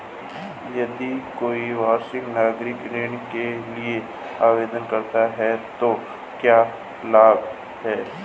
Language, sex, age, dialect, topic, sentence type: Hindi, male, 25-30, Marwari Dhudhari, banking, question